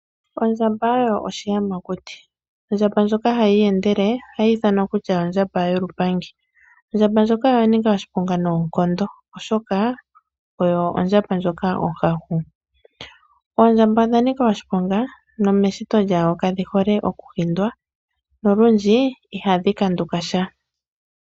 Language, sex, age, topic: Oshiwambo, male, 25-35, agriculture